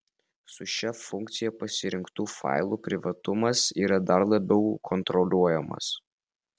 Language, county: Lithuanian, Vilnius